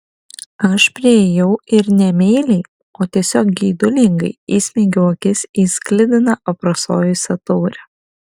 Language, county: Lithuanian, Kaunas